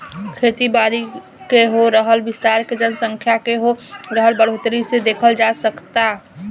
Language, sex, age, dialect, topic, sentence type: Bhojpuri, female, 25-30, Southern / Standard, agriculture, statement